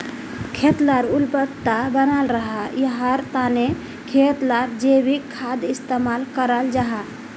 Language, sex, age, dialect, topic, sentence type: Magahi, female, 41-45, Northeastern/Surjapuri, agriculture, statement